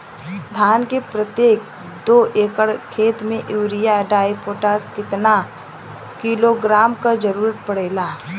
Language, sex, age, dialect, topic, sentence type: Bhojpuri, female, 25-30, Western, agriculture, question